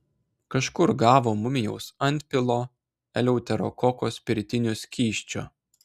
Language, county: Lithuanian, Klaipėda